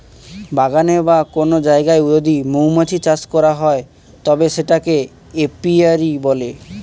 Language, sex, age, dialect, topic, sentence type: Bengali, male, 18-24, Standard Colloquial, agriculture, statement